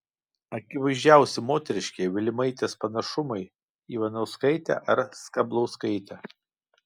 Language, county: Lithuanian, Kaunas